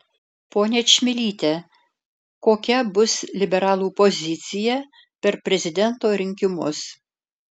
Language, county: Lithuanian, Alytus